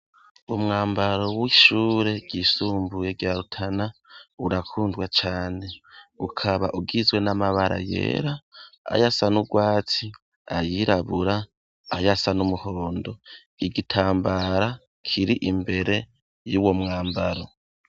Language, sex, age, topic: Rundi, male, 25-35, education